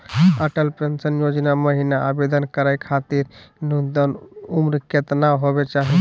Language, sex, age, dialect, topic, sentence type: Magahi, male, 18-24, Southern, banking, question